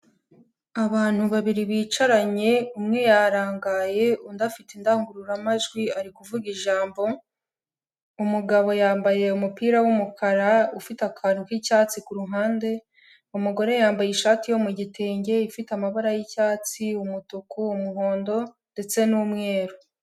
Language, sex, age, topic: Kinyarwanda, female, 18-24, health